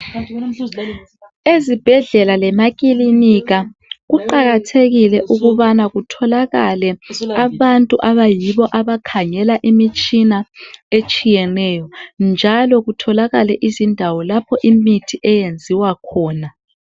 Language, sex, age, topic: North Ndebele, male, 25-35, health